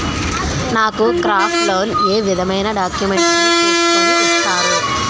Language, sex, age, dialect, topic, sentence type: Telugu, female, 31-35, Utterandhra, banking, question